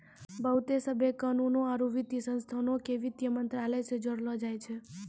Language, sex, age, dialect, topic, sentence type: Maithili, female, 18-24, Angika, banking, statement